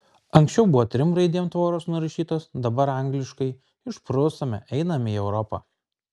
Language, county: Lithuanian, Kaunas